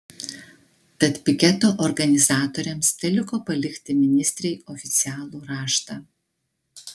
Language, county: Lithuanian, Klaipėda